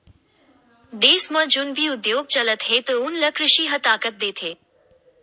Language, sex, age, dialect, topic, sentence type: Chhattisgarhi, male, 18-24, Western/Budati/Khatahi, banking, statement